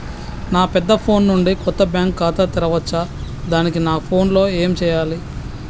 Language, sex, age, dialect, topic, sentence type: Telugu, female, 31-35, Telangana, banking, question